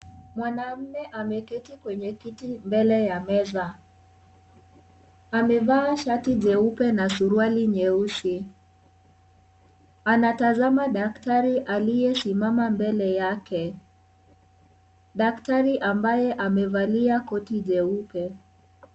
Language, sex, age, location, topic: Swahili, female, 36-49, Kisii, health